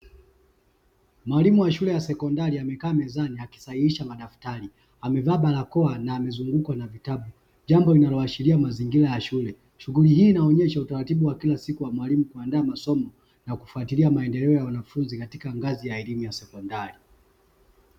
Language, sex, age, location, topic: Swahili, male, 25-35, Dar es Salaam, education